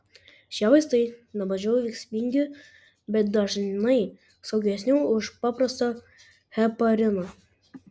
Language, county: Lithuanian, Kaunas